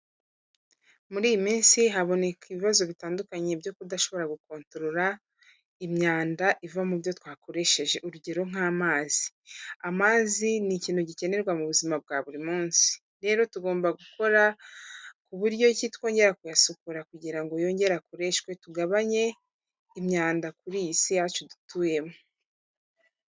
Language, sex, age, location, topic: Kinyarwanda, female, 18-24, Kigali, health